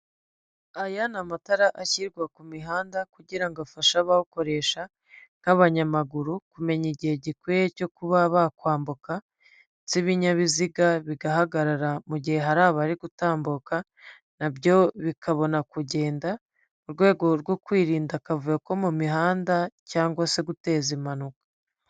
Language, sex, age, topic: Kinyarwanda, female, 25-35, government